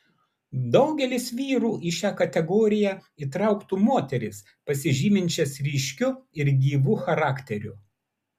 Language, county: Lithuanian, Vilnius